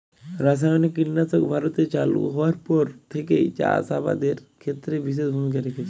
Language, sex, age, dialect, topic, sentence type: Bengali, female, 41-45, Jharkhandi, agriculture, statement